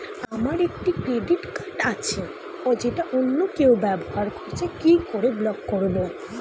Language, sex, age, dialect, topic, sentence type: Bengali, female, 18-24, Standard Colloquial, banking, question